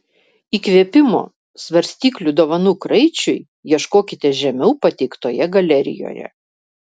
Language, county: Lithuanian, Vilnius